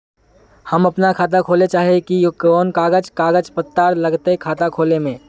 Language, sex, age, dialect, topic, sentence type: Magahi, male, 18-24, Northeastern/Surjapuri, banking, question